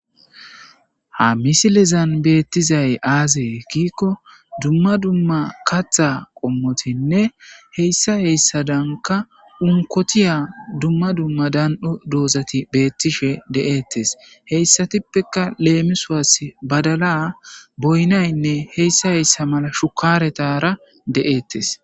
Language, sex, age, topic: Gamo, male, 25-35, agriculture